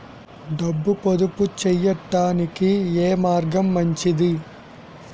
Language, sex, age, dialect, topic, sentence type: Telugu, male, 18-24, Utterandhra, banking, question